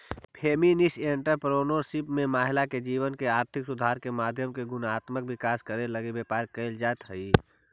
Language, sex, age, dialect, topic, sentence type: Magahi, male, 51-55, Central/Standard, banking, statement